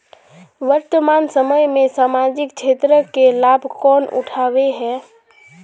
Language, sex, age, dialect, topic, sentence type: Magahi, female, 18-24, Northeastern/Surjapuri, banking, question